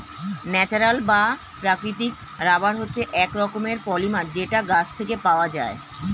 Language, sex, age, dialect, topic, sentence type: Bengali, female, 36-40, Standard Colloquial, agriculture, statement